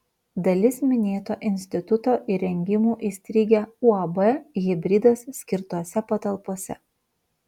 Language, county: Lithuanian, Vilnius